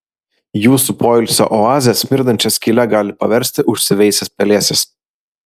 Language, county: Lithuanian, Vilnius